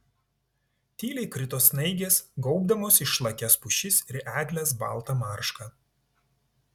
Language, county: Lithuanian, Tauragė